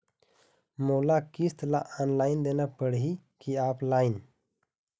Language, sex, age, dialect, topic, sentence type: Chhattisgarhi, male, 25-30, Eastern, banking, question